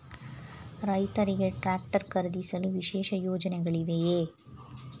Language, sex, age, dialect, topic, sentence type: Kannada, female, 25-30, Mysore Kannada, agriculture, statement